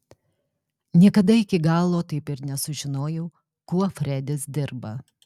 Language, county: Lithuanian, Alytus